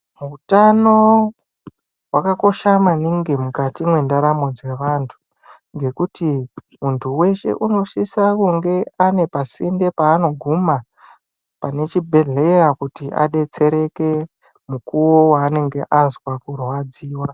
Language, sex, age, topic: Ndau, male, 18-24, health